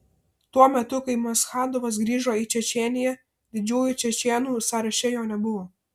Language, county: Lithuanian, Vilnius